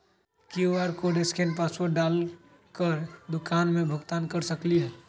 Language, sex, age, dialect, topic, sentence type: Magahi, male, 18-24, Western, banking, question